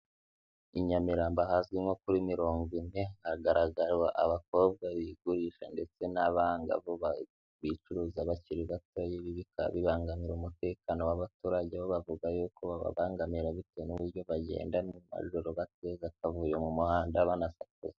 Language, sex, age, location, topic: Kinyarwanda, male, 18-24, Huye, government